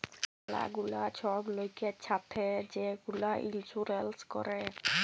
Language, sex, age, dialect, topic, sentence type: Bengali, female, 18-24, Jharkhandi, banking, statement